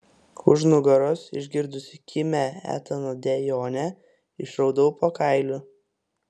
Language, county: Lithuanian, Vilnius